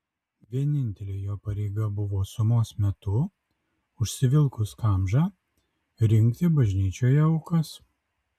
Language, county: Lithuanian, Alytus